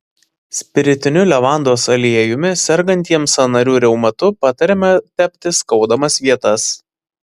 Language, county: Lithuanian, Vilnius